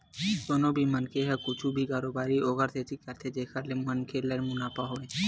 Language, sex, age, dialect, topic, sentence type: Chhattisgarhi, male, 18-24, Western/Budati/Khatahi, banking, statement